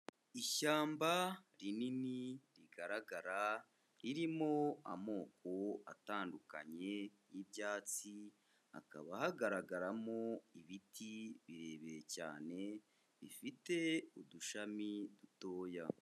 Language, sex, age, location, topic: Kinyarwanda, male, 25-35, Kigali, agriculture